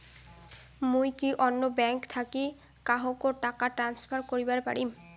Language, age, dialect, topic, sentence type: Bengali, <18, Rajbangshi, banking, statement